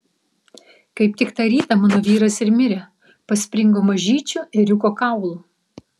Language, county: Lithuanian, Vilnius